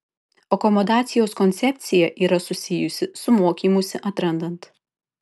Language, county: Lithuanian, Kaunas